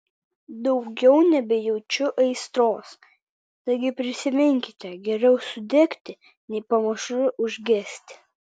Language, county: Lithuanian, Vilnius